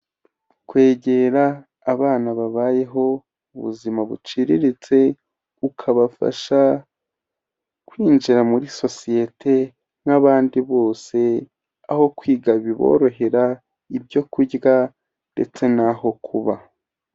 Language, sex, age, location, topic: Kinyarwanda, male, 18-24, Kigali, health